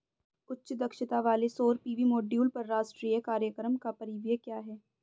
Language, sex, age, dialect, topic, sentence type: Hindi, female, 18-24, Hindustani Malvi Khadi Boli, banking, question